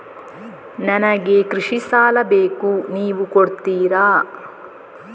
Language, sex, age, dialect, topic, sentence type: Kannada, female, 36-40, Coastal/Dakshin, banking, question